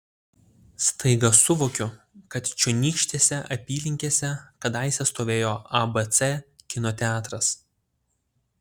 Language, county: Lithuanian, Utena